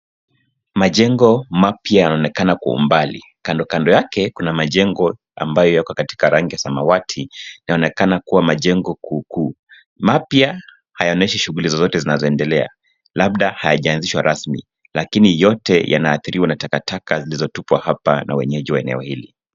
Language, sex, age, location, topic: Swahili, male, 25-35, Nairobi, government